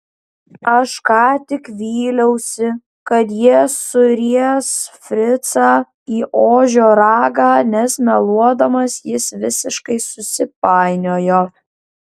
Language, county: Lithuanian, Klaipėda